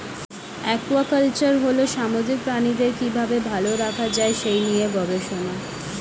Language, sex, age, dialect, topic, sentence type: Bengali, female, 18-24, Standard Colloquial, agriculture, statement